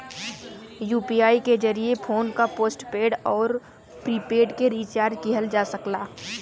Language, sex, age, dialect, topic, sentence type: Bhojpuri, female, 18-24, Western, banking, statement